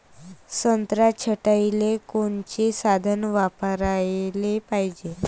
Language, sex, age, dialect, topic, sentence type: Marathi, female, 25-30, Varhadi, agriculture, question